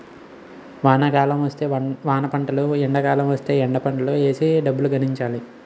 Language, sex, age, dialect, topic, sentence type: Telugu, male, 18-24, Utterandhra, agriculture, statement